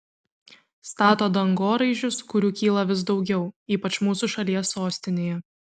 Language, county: Lithuanian, Kaunas